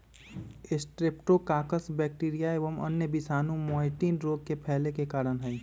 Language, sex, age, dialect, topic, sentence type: Magahi, male, 25-30, Western, agriculture, statement